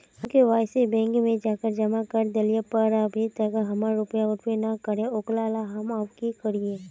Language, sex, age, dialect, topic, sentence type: Magahi, female, 18-24, Northeastern/Surjapuri, banking, question